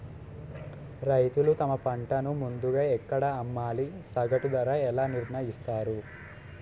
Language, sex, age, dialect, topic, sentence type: Telugu, male, 18-24, Utterandhra, agriculture, question